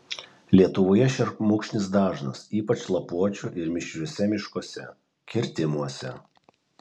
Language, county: Lithuanian, Kaunas